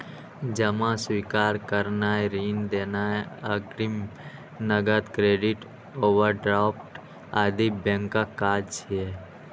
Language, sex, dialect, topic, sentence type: Maithili, male, Eastern / Thethi, banking, statement